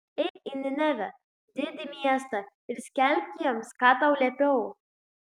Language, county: Lithuanian, Klaipėda